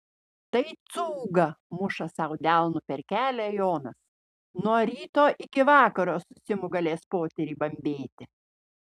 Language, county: Lithuanian, Panevėžys